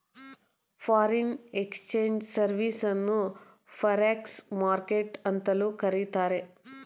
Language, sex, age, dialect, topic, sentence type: Kannada, female, 31-35, Mysore Kannada, banking, statement